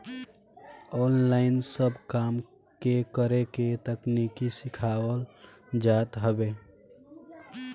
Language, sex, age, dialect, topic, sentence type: Bhojpuri, male, 18-24, Northern, banking, statement